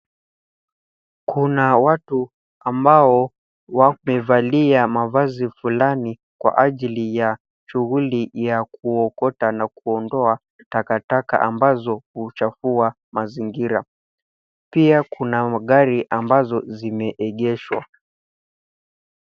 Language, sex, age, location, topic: Swahili, male, 25-35, Nairobi, health